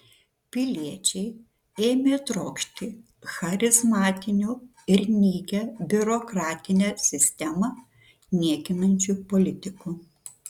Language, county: Lithuanian, Šiauliai